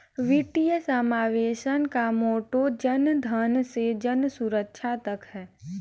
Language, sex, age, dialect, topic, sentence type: Hindi, female, 18-24, Kanauji Braj Bhasha, banking, statement